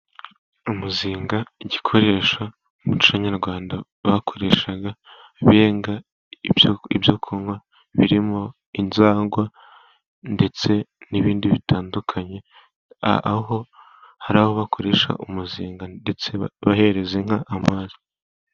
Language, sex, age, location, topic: Kinyarwanda, male, 18-24, Musanze, government